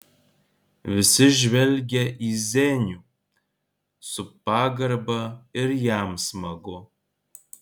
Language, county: Lithuanian, Kaunas